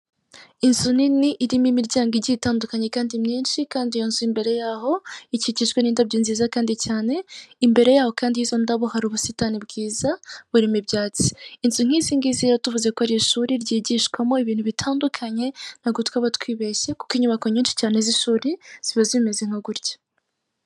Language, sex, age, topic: Kinyarwanda, female, 18-24, government